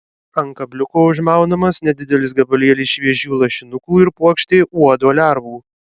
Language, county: Lithuanian, Kaunas